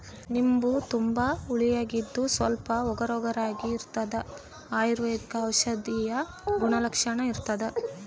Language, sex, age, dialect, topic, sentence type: Kannada, female, 25-30, Central, agriculture, statement